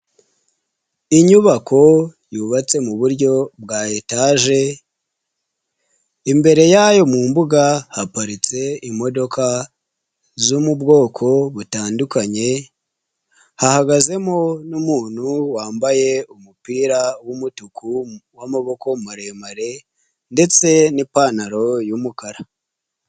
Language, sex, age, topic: Kinyarwanda, male, 25-35, health